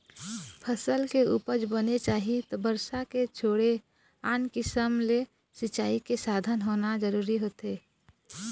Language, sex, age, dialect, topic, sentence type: Chhattisgarhi, female, 25-30, Eastern, agriculture, statement